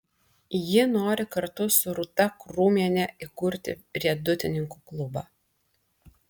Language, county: Lithuanian, Marijampolė